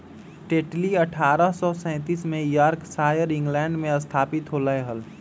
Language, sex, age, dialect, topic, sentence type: Magahi, male, 25-30, Western, agriculture, statement